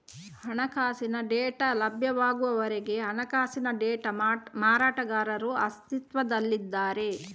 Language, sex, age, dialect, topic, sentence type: Kannada, female, 18-24, Coastal/Dakshin, banking, statement